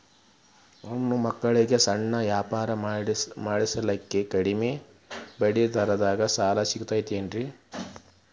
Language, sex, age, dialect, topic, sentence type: Kannada, male, 36-40, Dharwad Kannada, banking, question